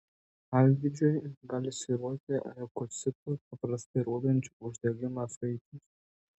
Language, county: Lithuanian, Tauragė